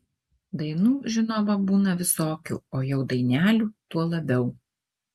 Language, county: Lithuanian, Alytus